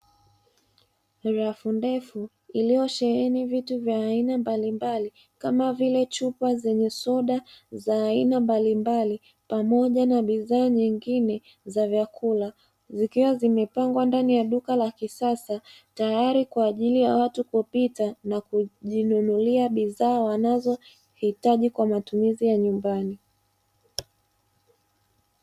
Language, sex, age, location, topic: Swahili, male, 25-35, Dar es Salaam, finance